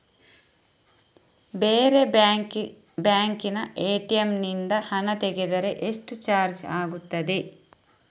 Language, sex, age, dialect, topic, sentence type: Kannada, female, 31-35, Coastal/Dakshin, banking, question